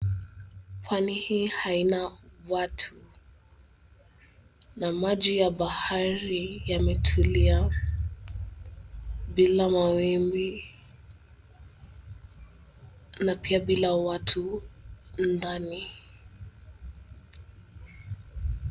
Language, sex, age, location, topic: Swahili, female, 18-24, Mombasa, government